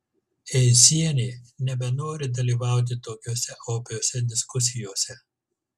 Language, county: Lithuanian, Kaunas